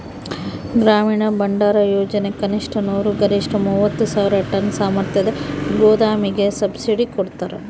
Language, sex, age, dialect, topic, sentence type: Kannada, female, 41-45, Central, agriculture, statement